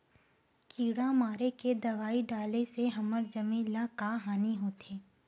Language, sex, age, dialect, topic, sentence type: Chhattisgarhi, female, 18-24, Western/Budati/Khatahi, agriculture, question